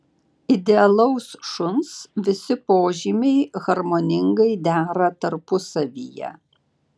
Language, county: Lithuanian, Panevėžys